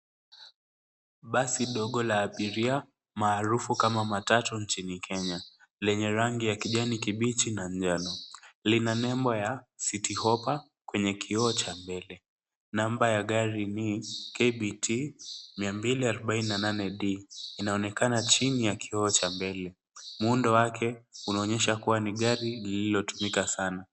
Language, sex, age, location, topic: Swahili, female, 18-24, Nairobi, government